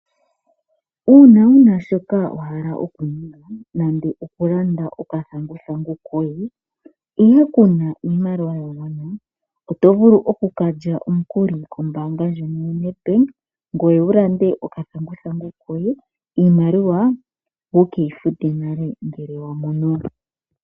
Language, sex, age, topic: Oshiwambo, male, 25-35, finance